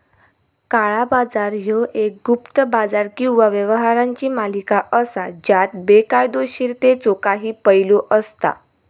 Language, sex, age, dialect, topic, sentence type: Marathi, female, 18-24, Southern Konkan, banking, statement